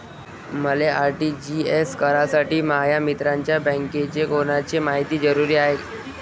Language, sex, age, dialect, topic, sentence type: Marathi, male, 18-24, Varhadi, banking, question